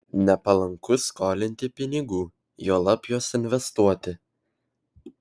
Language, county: Lithuanian, Vilnius